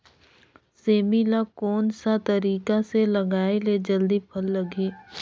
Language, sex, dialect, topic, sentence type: Chhattisgarhi, female, Northern/Bhandar, agriculture, question